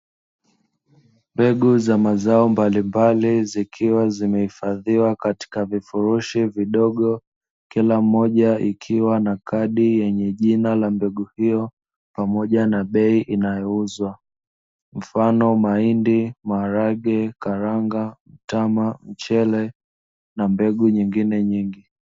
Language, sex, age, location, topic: Swahili, male, 25-35, Dar es Salaam, agriculture